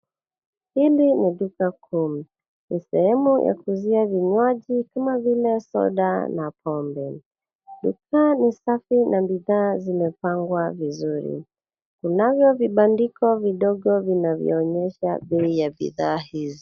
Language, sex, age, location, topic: Swahili, female, 18-24, Nairobi, finance